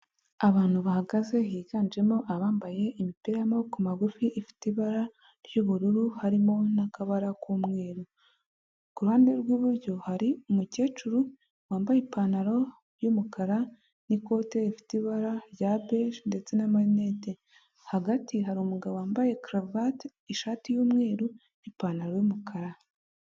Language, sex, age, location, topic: Kinyarwanda, female, 25-35, Huye, health